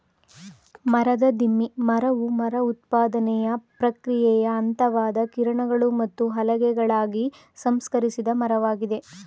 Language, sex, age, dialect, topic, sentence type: Kannada, female, 25-30, Mysore Kannada, agriculture, statement